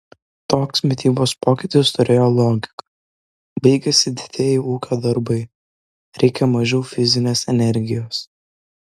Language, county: Lithuanian, Vilnius